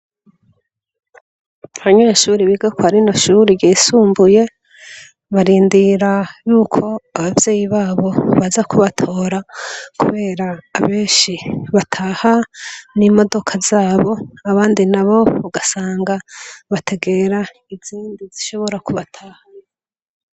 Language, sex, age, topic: Rundi, female, 25-35, education